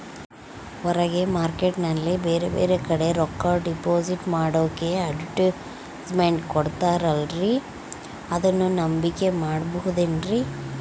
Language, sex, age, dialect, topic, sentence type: Kannada, female, 25-30, Central, banking, question